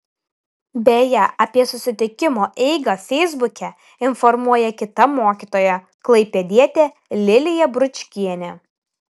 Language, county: Lithuanian, Telšiai